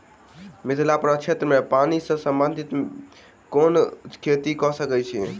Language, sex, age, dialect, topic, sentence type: Maithili, male, 18-24, Southern/Standard, agriculture, question